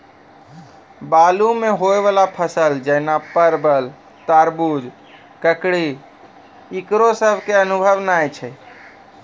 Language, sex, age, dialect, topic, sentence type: Maithili, male, 18-24, Angika, agriculture, question